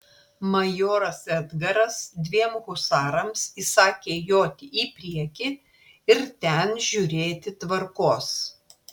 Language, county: Lithuanian, Klaipėda